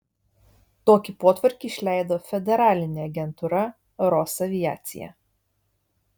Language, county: Lithuanian, Vilnius